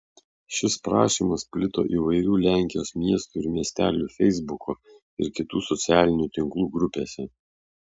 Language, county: Lithuanian, Vilnius